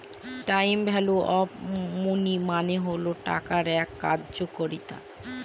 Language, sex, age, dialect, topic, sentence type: Bengali, female, 25-30, Northern/Varendri, banking, statement